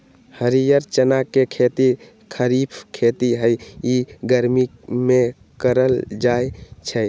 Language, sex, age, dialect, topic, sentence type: Magahi, male, 18-24, Western, agriculture, statement